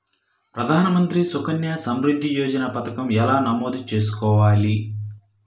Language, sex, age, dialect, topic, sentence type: Telugu, male, 31-35, Central/Coastal, banking, question